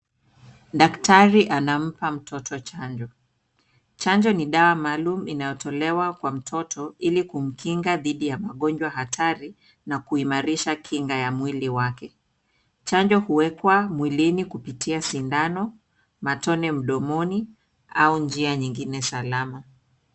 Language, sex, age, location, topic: Swahili, female, 36-49, Kisumu, health